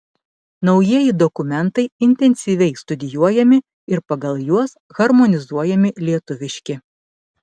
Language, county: Lithuanian, Panevėžys